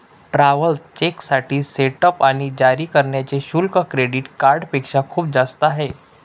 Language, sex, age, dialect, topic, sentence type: Marathi, male, 18-24, Northern Konkan, banking, statement